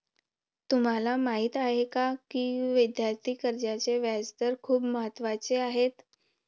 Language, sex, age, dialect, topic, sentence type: Marathi, female, 25-30, Varhadi, banking, statement